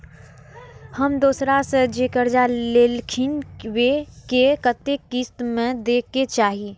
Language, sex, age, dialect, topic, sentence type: Maithili, female, 41-45, Eastern / Thethi, banking, question